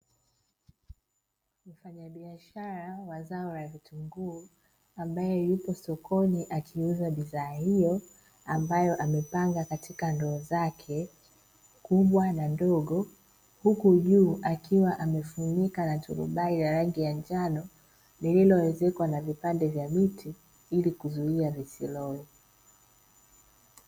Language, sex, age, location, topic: Swahili, female, 25-35, Dar es Salaam, finance